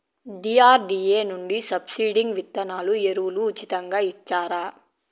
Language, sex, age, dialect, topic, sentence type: Telugu, female, 18-24, Southern, agriculture, question